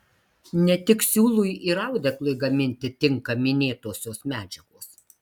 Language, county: Lithuanian, Marijampolė